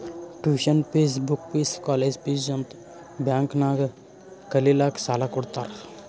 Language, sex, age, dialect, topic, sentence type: Kannada, male, 18-24, Northeastern, banking, statement